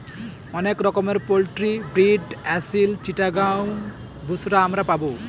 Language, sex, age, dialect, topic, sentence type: Bengali, male, 18-24, Northern/Varendri, agriculture, statement